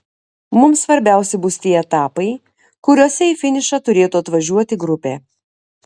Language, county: Lithuanian, Šiauliai